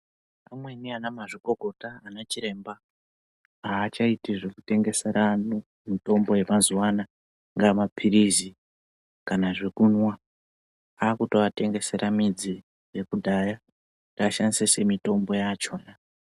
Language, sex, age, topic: Ndau, male, 18-24, health